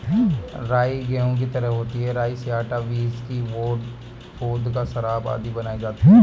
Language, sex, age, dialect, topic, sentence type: Hindi, male, 25-30, Marwari Dhudhari, agriculture, statement